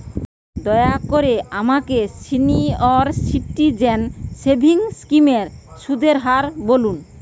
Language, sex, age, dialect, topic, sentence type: Bengali, female, 18-24, Western, banking, statement